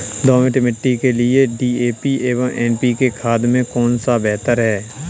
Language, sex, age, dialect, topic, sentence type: Hindi, male, 31-35, Kanauji Braj Bhasha, agriculture, question